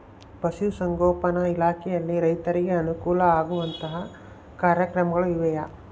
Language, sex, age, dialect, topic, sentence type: Kannada, male, 25-30, Central, agriculture, question